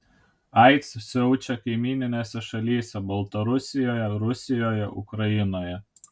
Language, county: Lithuanian, Kaunas